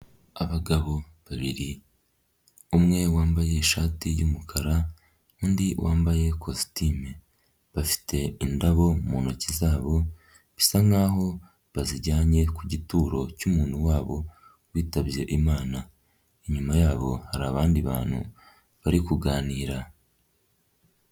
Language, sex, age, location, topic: Kinyarwanda, female, 50+, Nyagatare, government